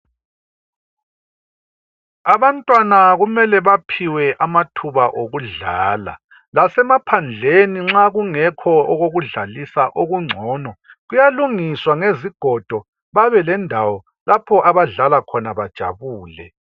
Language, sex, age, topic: North Ndebele, male, 50+, health